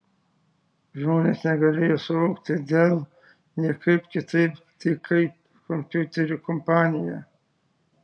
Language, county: Lithuanian, Šiauliai